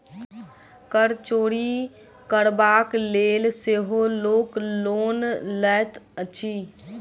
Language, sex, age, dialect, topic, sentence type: Maithili, female, 18-24, Southern/Standard, banking, statement